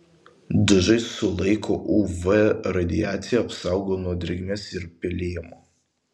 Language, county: Lithuanian, Vilnius